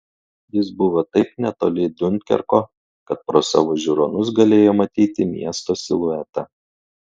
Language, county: Lithuanian, Klaipėda